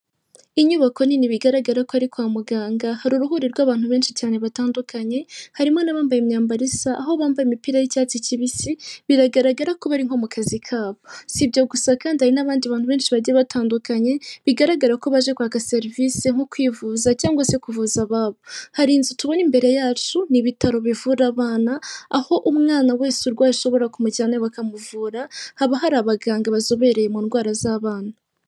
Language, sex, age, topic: Kinyarwanda, female, 36-49, health